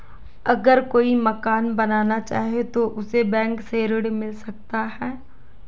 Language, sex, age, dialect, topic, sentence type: Hindi, female, 18-24, Marwari Dhudhari, banking, question